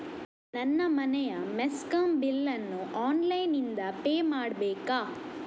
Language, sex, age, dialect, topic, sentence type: Kannada, male, 36-40, Coastal/Dakshin, banking, question